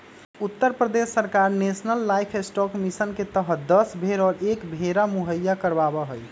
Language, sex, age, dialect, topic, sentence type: Magahi, male, 25-30, Western, agriculture, statement